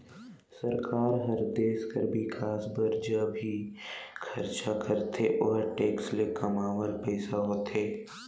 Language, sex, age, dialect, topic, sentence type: Chhattisgarhi, male, 18-24, Northern/Bhandar, banking, statement